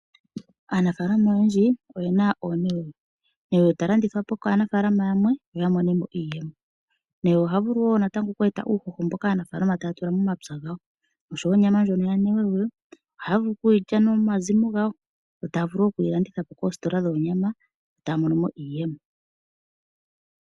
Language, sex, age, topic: Oshiwambo, female, 25-35, agriculture